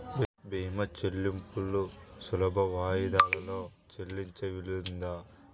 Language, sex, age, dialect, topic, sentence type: Telugu, male, 18-24, Central/Coastal, banking, question